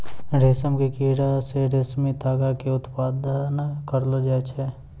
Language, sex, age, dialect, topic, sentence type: Maithili, male, 18-24, Angika, agriculture, statement